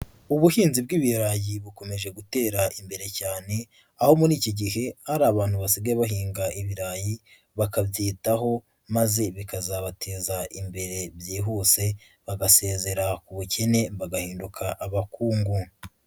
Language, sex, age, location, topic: Kinyarwanda, female, 18-24, Huye, agriculture